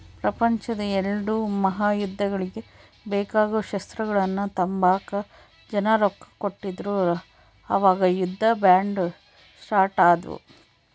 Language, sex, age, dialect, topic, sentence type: Kannada, female, 25-30, Central, banking, statement